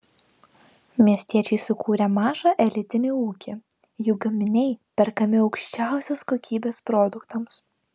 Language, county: Lithuanian, Vilnius